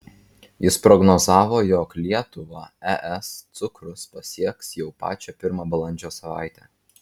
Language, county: Lithuanian, Vilnius